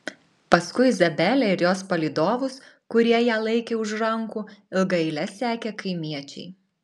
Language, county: Lithuanian, Alytus